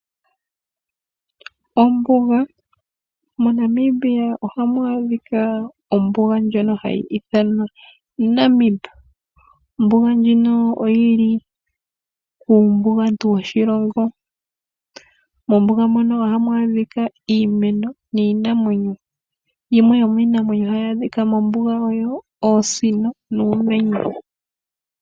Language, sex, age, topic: Oshiwambo, female, 25-35, agriculture